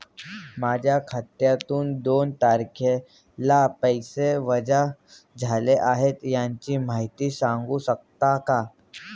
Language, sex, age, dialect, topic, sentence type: Marathi, male, 18-24, Standard Marathi, banking, question